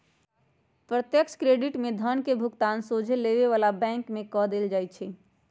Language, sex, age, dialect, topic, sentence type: Magahi, female, 56-60, Western, banking, statement